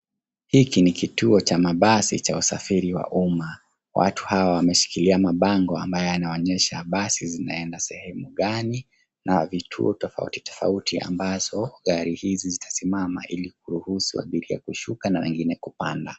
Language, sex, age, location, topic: Swahili, male, 25-35, Nairobi, government